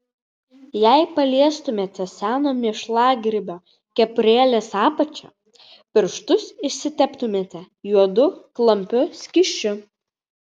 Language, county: Lithuanian, Vilnius